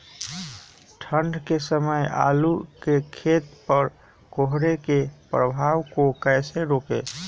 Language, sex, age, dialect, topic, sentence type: Magahi, male, 18-24, Western, agriculture, question